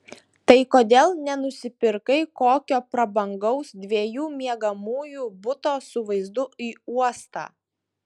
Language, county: Lithuanian, Šiauliai